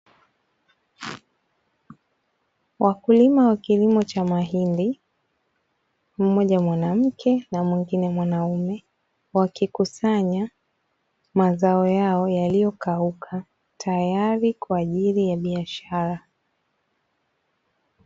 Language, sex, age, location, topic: Swahili, female, 25-35, Dar es Salaam, agriculture